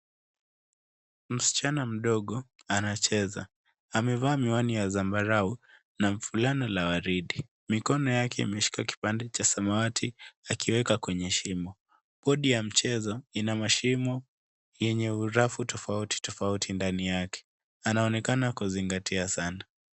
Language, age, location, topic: Swahili, 36-49, Nairobi, education